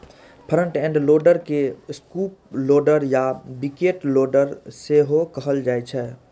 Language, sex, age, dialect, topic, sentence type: Maithili, male, 25-30, Eastern / Thethi, agriculture, statement